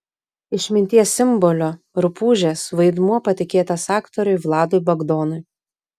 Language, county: Lithuanian, Vilnius